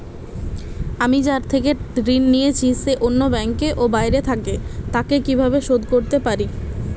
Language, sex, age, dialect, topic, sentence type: Bengali, female, 18-24, Western, banking, question